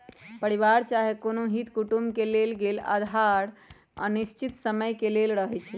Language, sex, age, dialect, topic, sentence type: Magahi, female, 36-40, Western, banking, statement